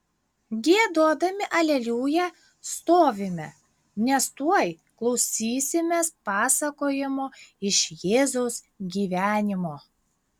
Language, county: Lithuanian, Klaipėda